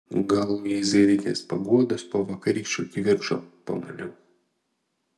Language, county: Lithuanian, Panevėžys